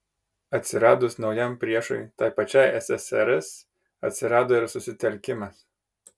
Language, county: Lithuanian, Kaunas